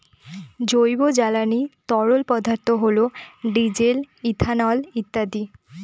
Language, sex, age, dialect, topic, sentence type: Bengali, female, 18-24, Northern/Varendri, agriculture, statement